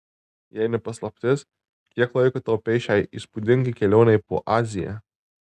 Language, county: Lithuanian, Tauragė